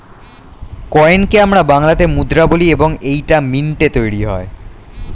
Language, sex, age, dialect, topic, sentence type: Bengali, male, 18-24, Standard Colloquial, banking, statement